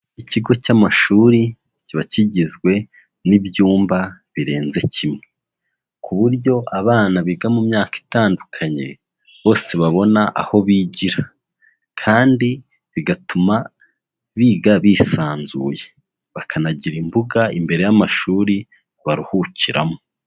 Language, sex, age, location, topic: Kinyarwanda, male, 18-24, Huye, education